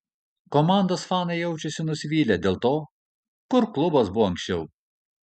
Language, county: Lithuanian, Kaunas